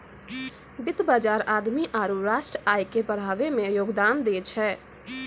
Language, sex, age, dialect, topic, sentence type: Maithili, female, 18-24, Angika, banking, statement